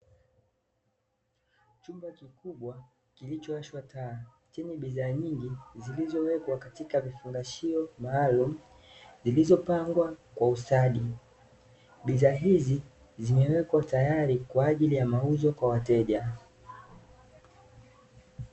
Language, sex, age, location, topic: Swahili, male, 18-24, Dar es Salaam, finance